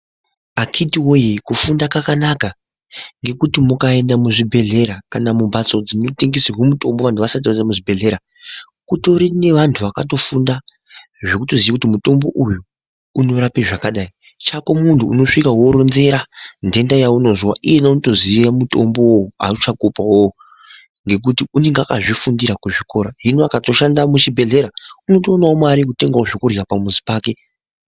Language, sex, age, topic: Ndau, male, 18-24, health